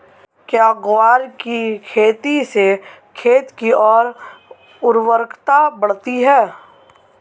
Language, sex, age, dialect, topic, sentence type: Hindi, male, 18-24, Marwari Dhudhari, agriculture, question